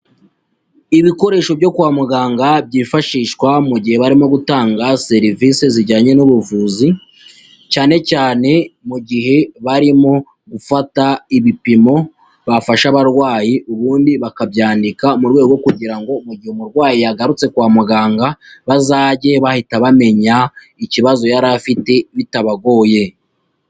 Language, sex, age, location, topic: Kinyarwanda, female, 36-49, Huye, health